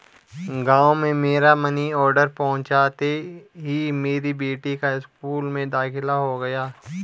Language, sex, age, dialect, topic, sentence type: Hindi, male, 25-30, Garhwali, banking, statement